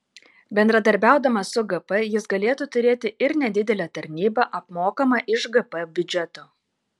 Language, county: Lithuanian, Kaunas